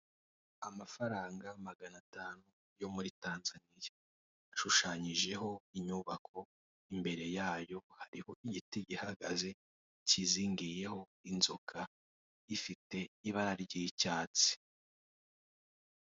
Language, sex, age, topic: Kinyarwanda, male, 18-24, finance